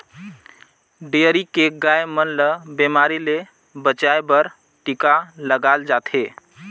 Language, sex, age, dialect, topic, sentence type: Chhattisgarhi, male, 31-35, Northern/Bhandar, agriculture, statement